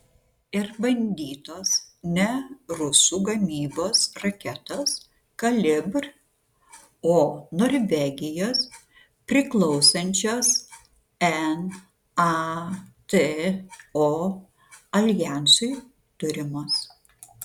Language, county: Lithuanian, Šiauliai